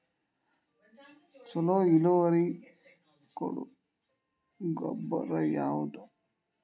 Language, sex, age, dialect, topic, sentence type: Kannada, male, 18-24, Dharwad Kannada, agriculture, question